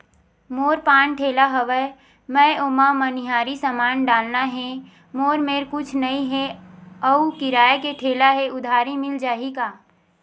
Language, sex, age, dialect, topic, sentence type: Chhattisgarhi, female, 18-24, Western/Budati/Khatahi, banking, question